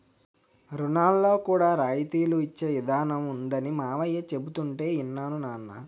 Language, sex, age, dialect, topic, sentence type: Telugu, male, 18-24, Utterandhra, banking, statement